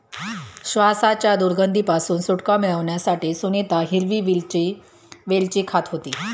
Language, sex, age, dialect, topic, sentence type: Marathi, female, 31-35, Standard Marathi, agriculture, statement